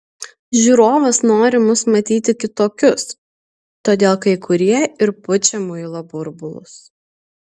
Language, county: Lithuanian, Utena